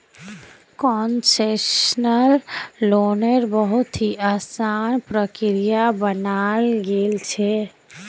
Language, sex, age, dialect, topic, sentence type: Magahi, female, 18-24, Northeastern/Surjapuri, banking, statement